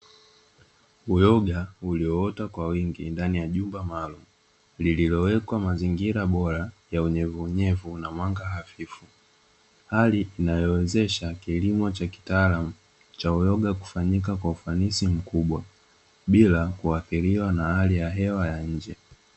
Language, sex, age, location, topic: Swahili, male, 18-24, Dar es Salaam, agriculture